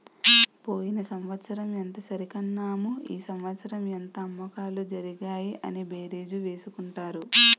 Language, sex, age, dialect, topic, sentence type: Telugu, female, 18-24, Utterandhra, banking, statement